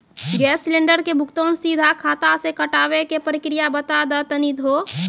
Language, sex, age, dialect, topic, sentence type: Maithili, female, 18-24, Angika, banking, question